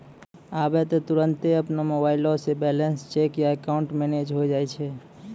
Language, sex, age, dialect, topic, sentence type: Maithili, male, 56-60, Angika, banking, statement